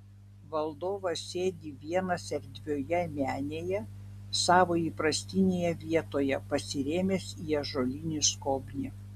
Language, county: Lithuanian, Vilnius